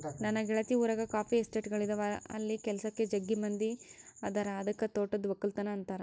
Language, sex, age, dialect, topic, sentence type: Kannada, female, 18-24, Central, agriculture, statement